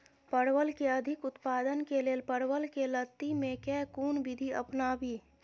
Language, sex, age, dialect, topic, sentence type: Maithili, female, 25-30, Southern/Standard, agriculture, question